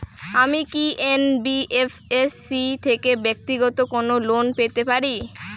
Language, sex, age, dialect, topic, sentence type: Bengali, female, 18-24, Rajbangshi, banking, question